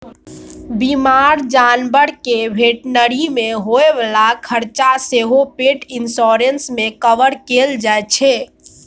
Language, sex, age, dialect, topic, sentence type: Maithili, female, 18-24, Bajjika, banking, statement